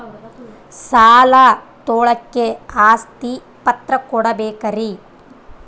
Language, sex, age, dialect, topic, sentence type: Kannada, female, 18-24, Central, banking, question